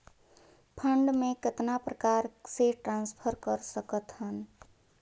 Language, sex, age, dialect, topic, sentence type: Chhattisgarhi, female, 31-35, Northern/Bhandar, banking, question